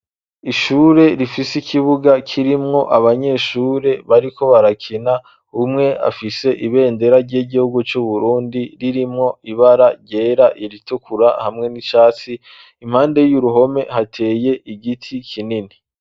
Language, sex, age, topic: Rundi, male, 25-35, education